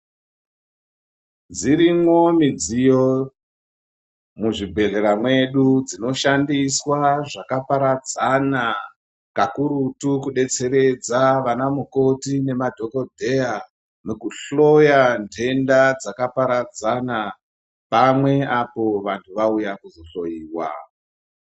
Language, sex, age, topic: Ndau, female, 25-35, health